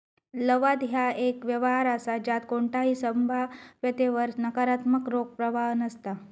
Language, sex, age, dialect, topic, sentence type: Marathi, female, 31-35, Southern Konkan, banking, statement